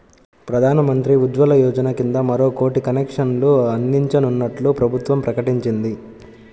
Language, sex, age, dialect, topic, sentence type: Telugu, male, 25-30, Central/Coastal, agriculture, statement